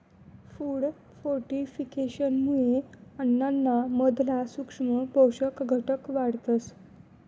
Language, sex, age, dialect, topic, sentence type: Marathi, female, 25-30, Northern Konkan, agriculture, statement